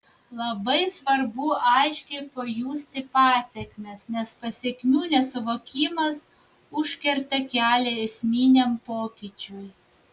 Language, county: Lithuanian, Vilnius